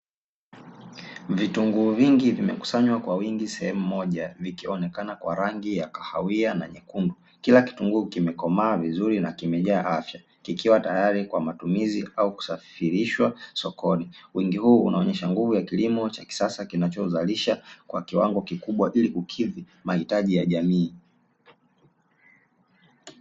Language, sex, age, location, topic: Swahili, male, 18-24, Dar es Salaam, agriculture